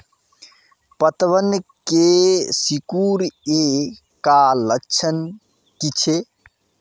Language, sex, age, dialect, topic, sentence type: Magahi, male, 31-35, Northeastern/Surjapuri, agriculture, question